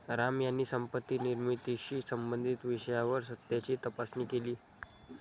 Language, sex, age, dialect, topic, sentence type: Marathi, male, 25-30, Standard Marathi, banking, statement